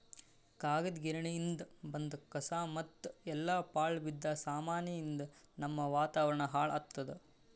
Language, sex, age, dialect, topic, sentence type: Kannada, male, 18-24, Northeastern, agriculture, statement